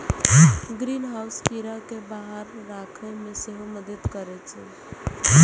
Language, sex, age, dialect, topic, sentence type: Maithili, female, 18-24, Eastern / Thethi, agriculture, statement